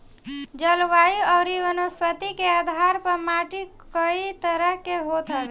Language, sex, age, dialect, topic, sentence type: Bhojpuri, female, 18-24, Northern, agriculture, statement